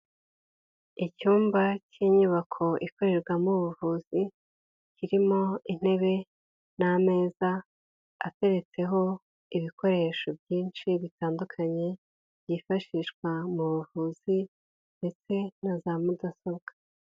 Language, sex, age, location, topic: Kinyarwanda, female, 18-24, Huye, health